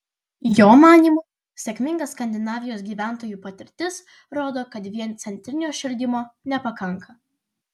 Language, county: Lithuanian, Vilnius